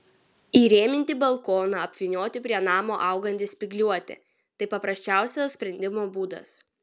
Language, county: Lithuanian, Vilnius